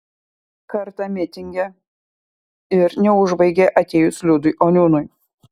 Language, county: Lithuanian, Kaunas